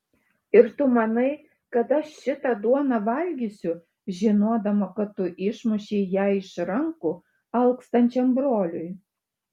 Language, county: Lithuanian, Šiauliai